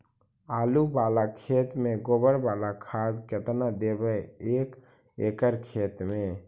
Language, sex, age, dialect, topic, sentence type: Magahi, male, 18-24, Central/Standard, agriculture, question